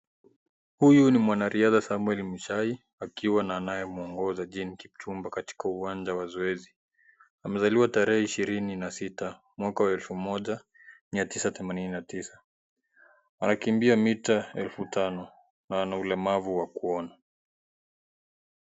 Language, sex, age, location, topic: Swahili, male, 18-24, Kisii, education